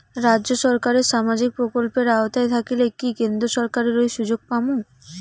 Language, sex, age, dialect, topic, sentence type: Bengali, female, 18-24, Rajbangshi, banking, question